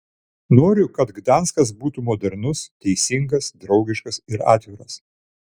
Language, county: Lithuanian, Vilnius